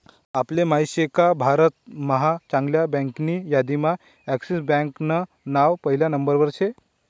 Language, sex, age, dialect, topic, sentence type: Marathi, male, 25-30, Northern Konkan, banking, statement